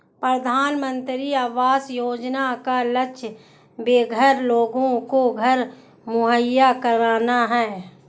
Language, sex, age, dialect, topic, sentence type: Hindi, female, 18-24, Hindustani Malvi Khadi Boli, banking, statement